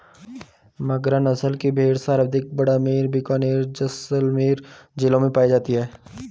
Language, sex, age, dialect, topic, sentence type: Hindi, male, 18-24, Garhwali, agriculture, statement